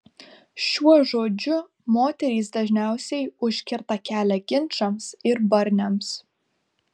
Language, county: Lithuanian, Vilnius